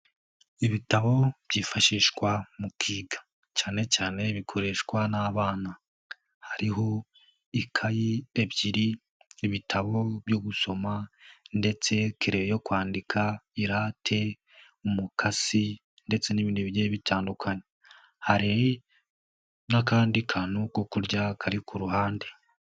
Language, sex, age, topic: Kinyarwanda, male, 18-24, education